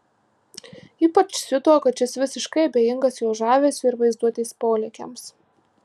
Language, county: Lithuanian, Marijampolė